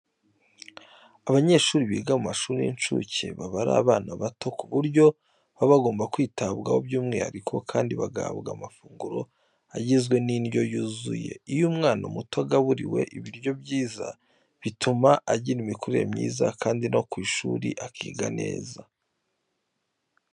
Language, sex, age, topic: Kinyarwanda, male, 25-35, education